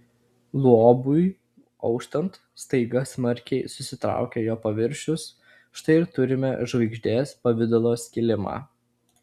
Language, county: Lithuanian, Klaipėda